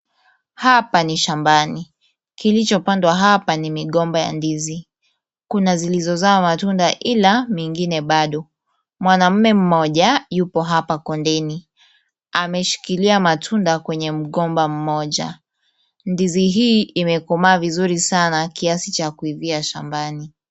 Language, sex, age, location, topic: Swahili, female, 18-24, Kisumu, agriculture